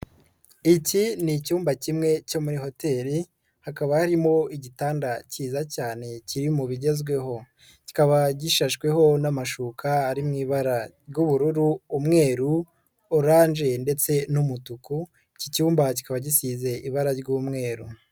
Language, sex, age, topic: Kinyarwanda, female, 25-35, finance